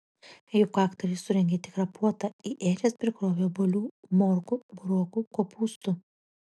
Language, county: Lithuanian, Kaunas